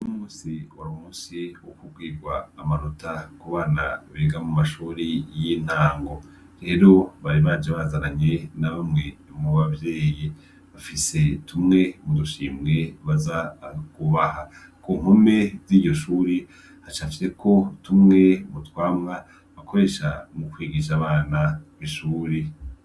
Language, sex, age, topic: Rundi, male, 25-35, education